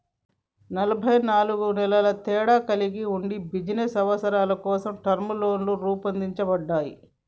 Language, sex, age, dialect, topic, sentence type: Telugu, female, 46-50, Telangana, banking, statement